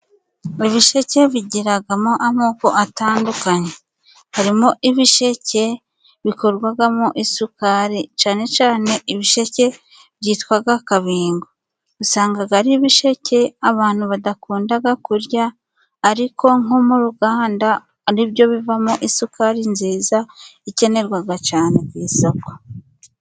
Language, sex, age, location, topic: Kinyarwanda, female, 25-35, Musanze, agriculture